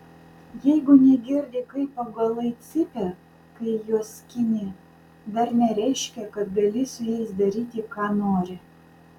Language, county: Lithuanian, Vilnius